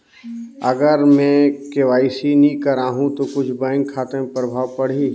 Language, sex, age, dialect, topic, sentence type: Chhattisgarhi, male, 31-35, Northern/Bhandar, banking, question